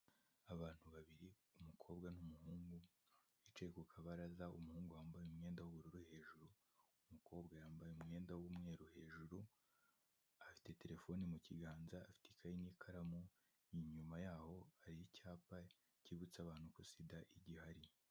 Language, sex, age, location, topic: Kinyarwanda, male, 18-24, Kigali, health